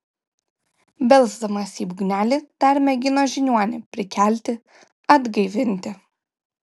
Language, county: Lithuanian, Kaunas